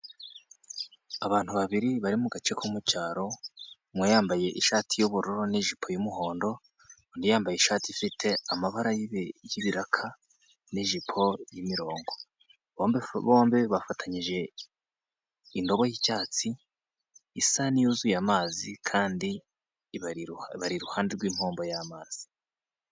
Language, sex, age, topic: Kinyarwanda, male, 18-24, health